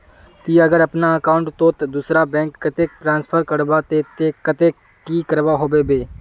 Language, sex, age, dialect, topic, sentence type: Magahi, male, 18-24, Northeastern/Surjapuri, banking, question